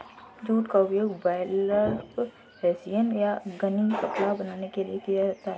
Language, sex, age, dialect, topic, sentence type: Hindi, female, 60-100, Kanauji Braj Bhasha, agriculture, statement